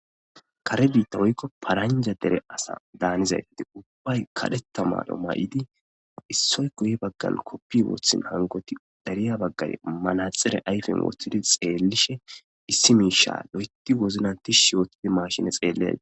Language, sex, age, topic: Gamo, male, 25-35, government